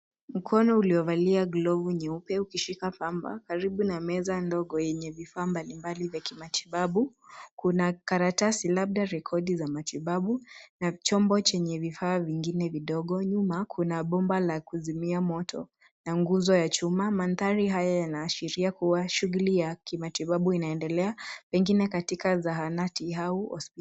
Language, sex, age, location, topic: Swahili, female, 18-24, Nairobi, health